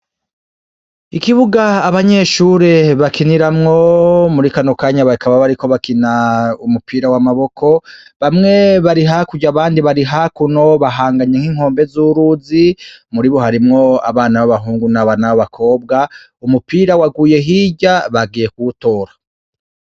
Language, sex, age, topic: Rundi, male, 36-49, education